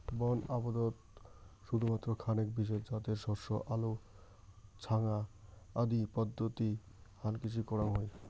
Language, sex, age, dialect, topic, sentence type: Bengali, male, 18-24, Rajbangshi, agriculture, statement